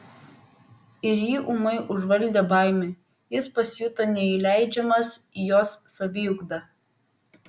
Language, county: Lithuanian, Vilnius